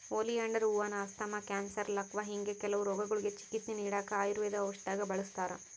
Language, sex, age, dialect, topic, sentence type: Kannada, female, 18-24, Central, agriculture, statement